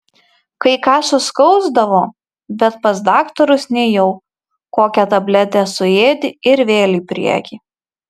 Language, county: Lithuanian, Marijampolė